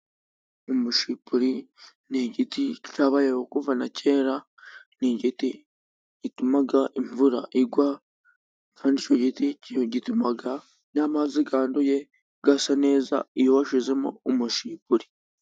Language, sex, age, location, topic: Kinyarwanda, female, 36-49, Musanze, agriculture